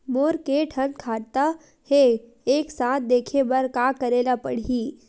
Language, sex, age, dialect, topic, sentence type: Chhattisgarhi, female, 18-24, Western/Budati/Khatahi, banking, question